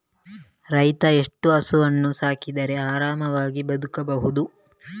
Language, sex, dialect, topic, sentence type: Kannada, male, Coastal/Dakshin, agriculture, question